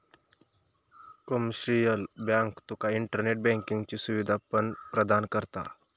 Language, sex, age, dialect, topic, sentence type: Marathi, male, 18-24, Southern Konkan, banking, statement